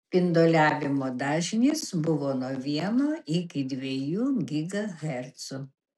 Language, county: Lithuanian, Kaunas